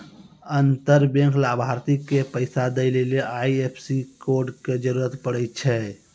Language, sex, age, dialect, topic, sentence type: Maithili, male, 18-24, Angika, banking, statement